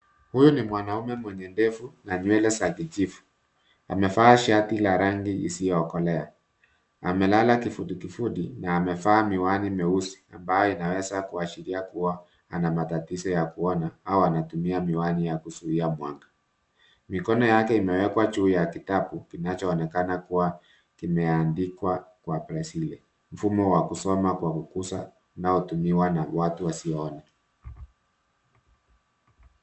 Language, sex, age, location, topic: Swahili, male, 50+, Nairobi, education